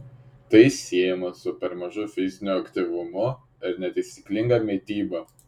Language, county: Lithuanian, Šiauliai